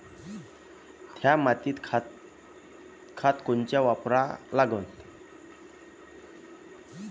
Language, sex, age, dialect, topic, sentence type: Marathi, male, 31-35, Varhadi, agriculture, question